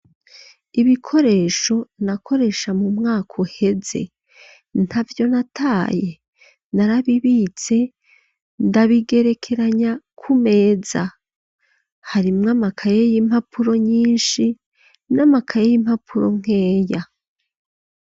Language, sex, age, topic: Rundi, female, 25-35, education